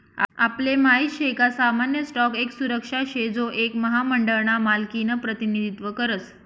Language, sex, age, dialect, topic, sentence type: Marathi, female, 25-30, Northern Konkan, banking, statement